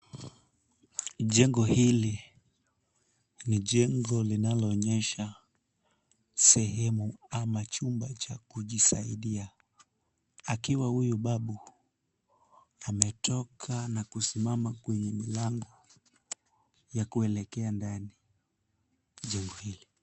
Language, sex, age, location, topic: Swahili, male, 18-24, Kisumu, health